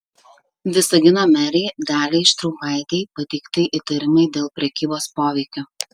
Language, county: Lithuanian, Kaunas